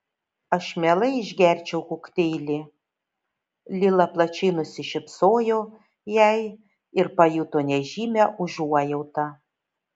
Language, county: Lithuanian, Šiauliai